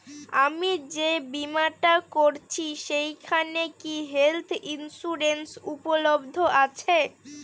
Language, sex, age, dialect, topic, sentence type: Bengali, female, 18-24, Northern/Varendri, banking, question